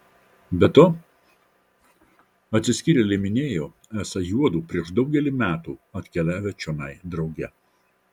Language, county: Lithuanian, Vilnius